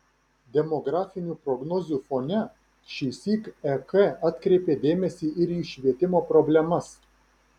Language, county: Lithuanian, Vilnius